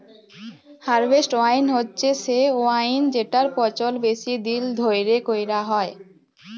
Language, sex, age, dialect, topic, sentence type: Bengali, female, 18-24, Jharkhandi, agriculture, statement